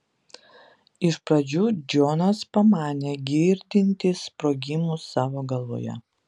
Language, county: Lithuanian, Vilnius